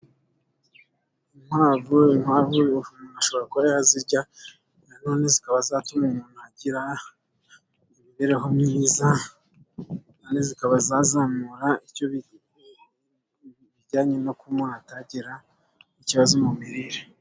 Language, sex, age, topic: Kinyarwanda, male, 25-35, agriculture